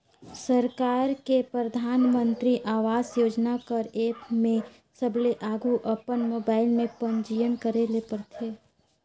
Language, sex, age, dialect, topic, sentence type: Chhattisgarhi, female, 36-40, Northern/Bhandar, banking, statement